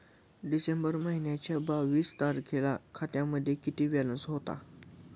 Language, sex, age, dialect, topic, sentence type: Marathi, male, 18-24, Standard Marathi, banking, question